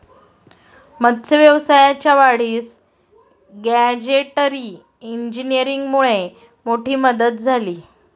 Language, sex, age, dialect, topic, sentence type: Marathi, female, 36-40, Standard Marathi, agriculture, statement